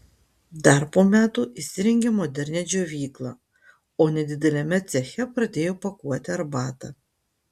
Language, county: Lithuanian, Utena